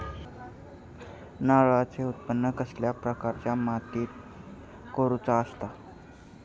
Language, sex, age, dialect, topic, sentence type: Marathi, male, 18-24, Southern Konkan, agriculture, question